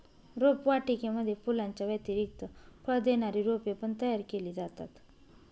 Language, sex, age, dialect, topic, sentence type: Marathi, female, 31-35, Northern Konkan, agriculture, statement